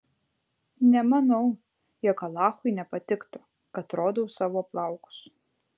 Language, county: Lithuanian, Vilnius